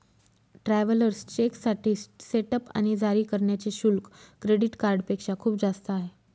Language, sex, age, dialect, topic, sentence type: Marathi, female, 31-35, Northern Konkan, banking, statement